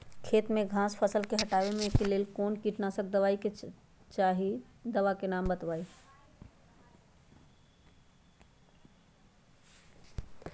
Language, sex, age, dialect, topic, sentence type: Magahi, male, 31-35, Western, agriculture, question